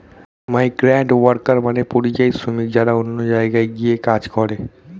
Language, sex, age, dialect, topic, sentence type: Bengali, male, 18-24, Standard Colloquial, agriculture, statement